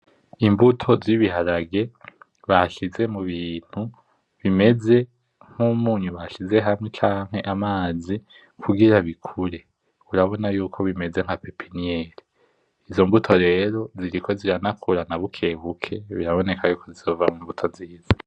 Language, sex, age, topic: Rundi, male, 18-24, agriculture